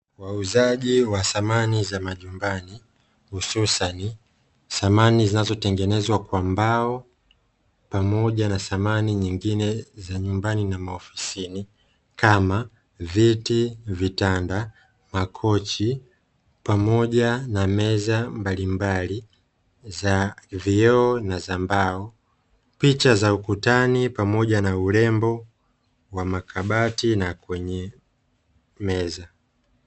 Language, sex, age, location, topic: Swahili, male, 25-35, Dar es Salaam, finance